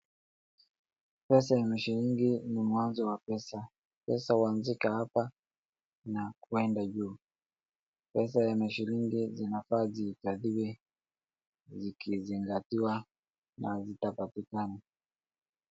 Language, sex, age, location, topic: Swahili, male, 25-35, Wajir, finance